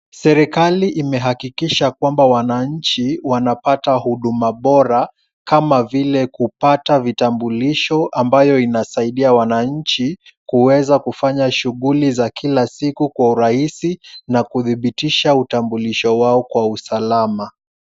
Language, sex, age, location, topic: Swahili, male, 18-24, Kisumu, government